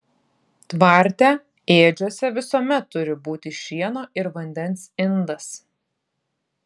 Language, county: Lithuanian, Klaipėda